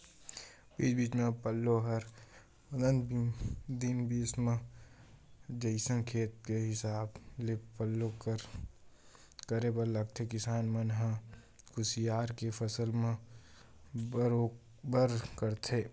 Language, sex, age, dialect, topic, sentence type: Chhattisgarhi, male, 18-24, Western/Budati/Khatahi, banking, statement